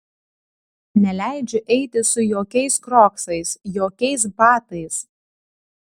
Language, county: Lithuanian, Kaunas